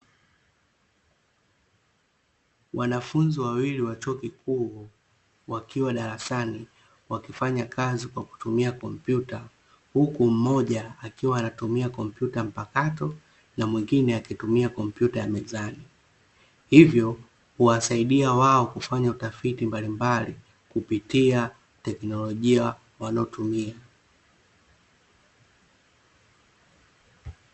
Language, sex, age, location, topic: Swahili, male, 25-35, Dar es Salaam, education